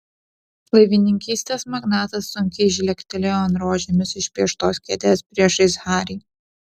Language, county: Lithuanian, Utena